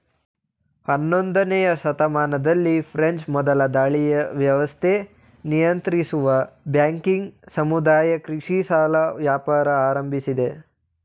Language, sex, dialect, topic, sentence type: Kannada, male, Mysore Kannada, banking, statement